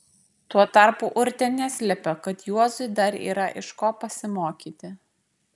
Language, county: Lithuanian, Vilnius